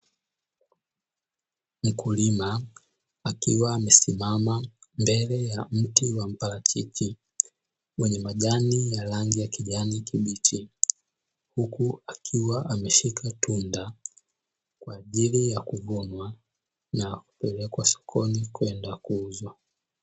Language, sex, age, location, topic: Swahili, male, 18-24, Dar es Salaam, agriculture